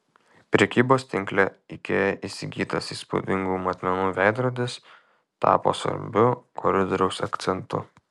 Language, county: Lithuanian, Kaunas